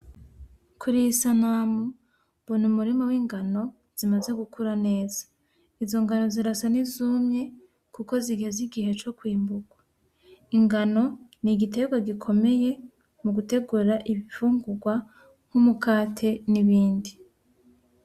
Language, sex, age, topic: Rundi, female, 18-24, agriculture